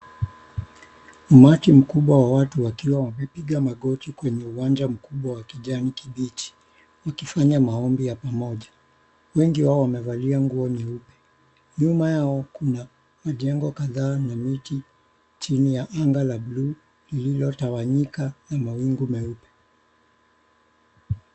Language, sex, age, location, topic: Swahili, male, 36-49, Mombasa, government